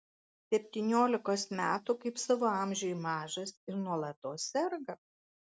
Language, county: Lithuanian, Klaipėda